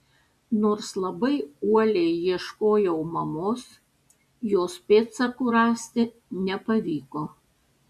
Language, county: Lithuanian, Panevėžys